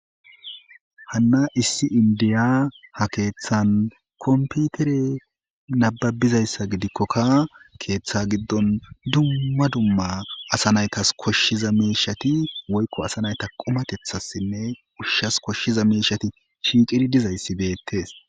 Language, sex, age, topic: Gamo, male, 25-35, government